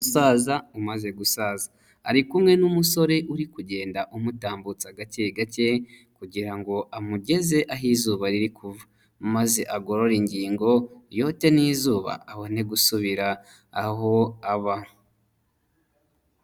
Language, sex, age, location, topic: Kinyarwanda, male, 25-35, Huye, health